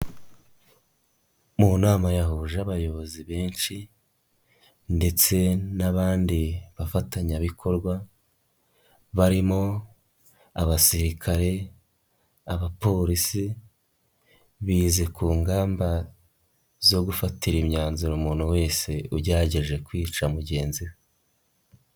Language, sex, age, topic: Kinyarwanda, male, 18-24, government